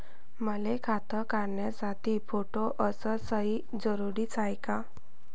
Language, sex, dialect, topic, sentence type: Marathi, female, Varhadi, banking, question